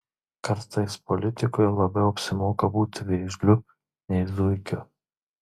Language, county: Lithuanian, Marijampolė